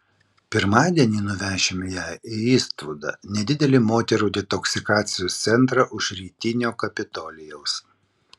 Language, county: Lithuanian, Vilnius